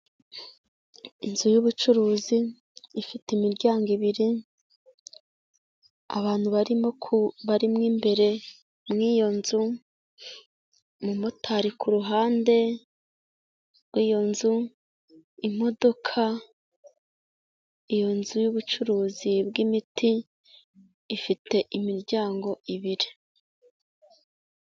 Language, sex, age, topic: Kinyarwanda, female, 25-35, health